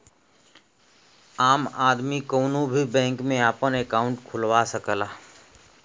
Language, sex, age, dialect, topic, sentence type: Bhojpuri, male, 41-45, Western, banking, statement